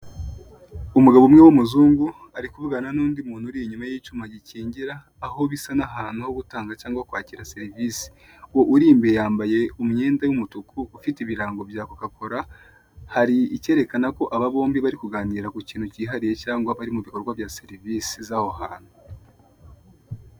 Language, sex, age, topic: Kinyarwanda, male, 25-35, finance